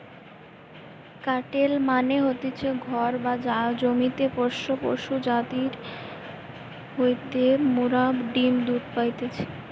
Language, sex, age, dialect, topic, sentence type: Bengali, female, 18-24, Western, agriculture, statement